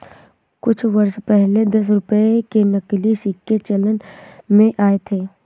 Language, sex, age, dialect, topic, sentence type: Hindi, female, 18-24, Awadhi Bundeli, banking, statement